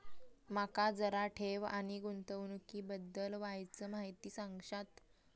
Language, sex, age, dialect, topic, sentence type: Marathi, female, 25-30, Southern Konkan, banking, question